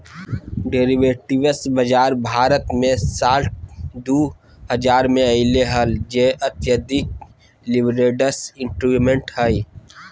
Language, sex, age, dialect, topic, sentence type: Magahi, male, 31-35, Southern, banking, statement